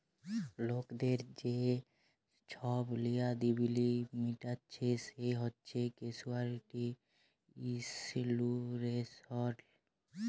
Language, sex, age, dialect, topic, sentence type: Bengali, male, 18-24, Jharkhandi, banking, statement